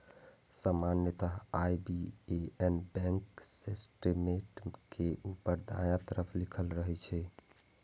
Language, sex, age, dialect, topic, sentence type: Maithili, male, 18-24, Eastern / Thethi, banking, statement